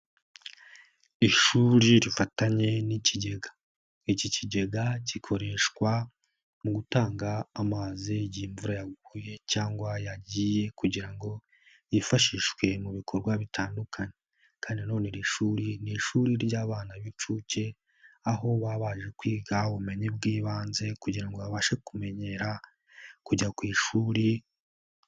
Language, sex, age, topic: Kinyarwanda, male, 18-24, education